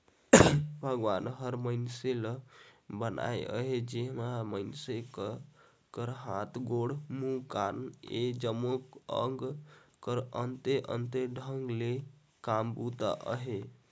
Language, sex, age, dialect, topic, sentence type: Chhattisgarhi, male, 18-24, Northern/Bhandar, agriculture, statement